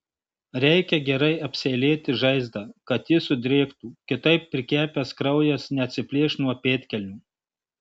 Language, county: Lithuanian, Marijampolė